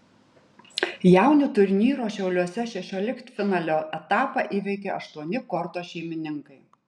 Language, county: Lithuanian, Utena